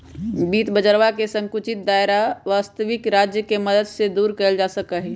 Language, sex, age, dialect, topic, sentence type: Magahi, female, 18-24, Western, banking, statement